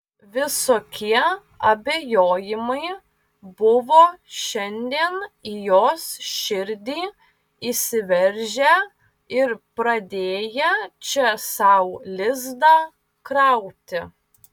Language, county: Lithuanian, Vilnius